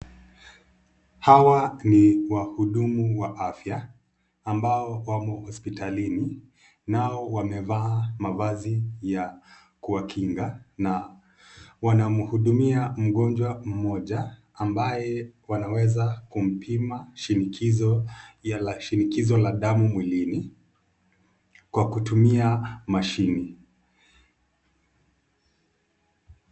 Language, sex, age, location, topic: Swahili, male, 25-35, Nakuru, health